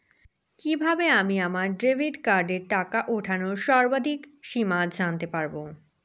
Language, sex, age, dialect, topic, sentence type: Bengali, female, 18-24, Rajbangshi, banking, question